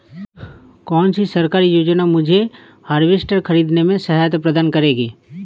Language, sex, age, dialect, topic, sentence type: Hindi, male, 31-35, Awadhi Bundeli, agriculture, question